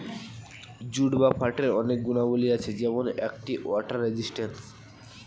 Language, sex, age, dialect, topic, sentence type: Bengali, male, 18-24, Standard Colloquial, agriculture, statement